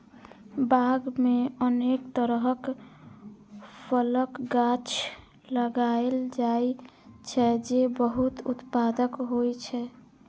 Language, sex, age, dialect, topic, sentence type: Maithili, female, 41-45, Eastern / Thethi, agriculture, statement